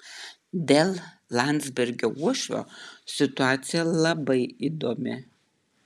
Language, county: Lithuanian, Utena